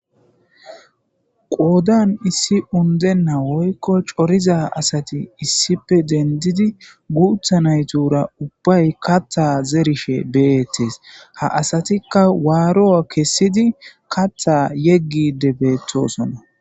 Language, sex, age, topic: Gamo, male, 25-35, agriculture